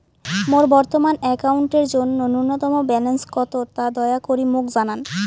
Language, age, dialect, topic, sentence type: Bengali, 25-30, Rajbangshi, banking, statement